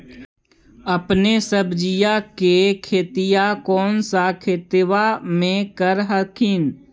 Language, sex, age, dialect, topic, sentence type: Magahi, male, 18-24, Central/Standard, agriculture, question